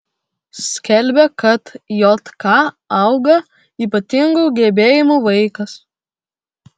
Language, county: Lithuanian, Vilnius